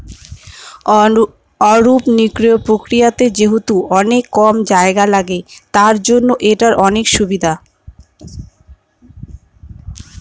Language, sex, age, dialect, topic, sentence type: Bengali, female, 25-30, Northern/Varendri, agriculture, statement